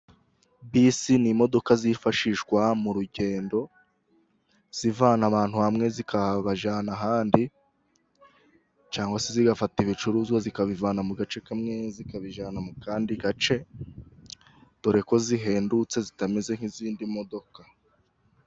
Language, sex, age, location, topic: Kinyarwanda, male, 18-24, Musanze, government